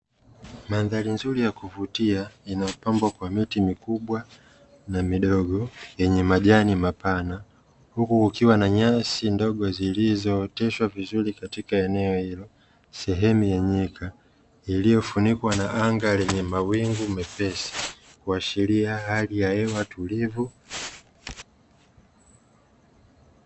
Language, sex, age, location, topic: Swahili, male, 25-35, Dar es Salaam, agriculture